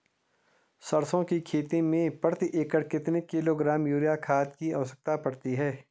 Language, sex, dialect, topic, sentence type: Hindi, male, Garhwali, agriculture, question